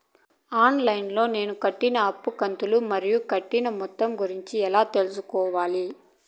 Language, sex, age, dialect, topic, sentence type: Telugu, female, 31-35, Southern, banking, question